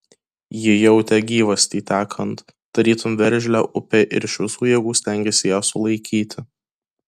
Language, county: Lithuanian, Kaunas